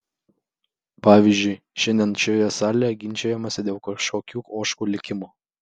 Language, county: Lithuanian, Vilnius